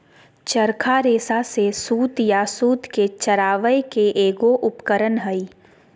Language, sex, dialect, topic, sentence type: Magahi, female, Southern, agriculture, statement